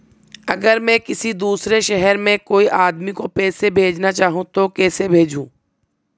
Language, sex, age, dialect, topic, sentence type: Hindi, female, 18-24, Marwari Dhudhari, banking, question